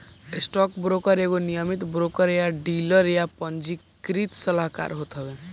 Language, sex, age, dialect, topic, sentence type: Bhojpuri, male, 18-24, Northern, banking, statement